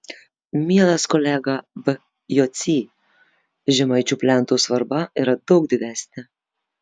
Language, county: Lithuanian, Vilnius